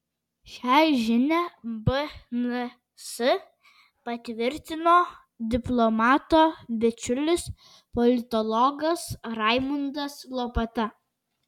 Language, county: Lithuanian, Kaunas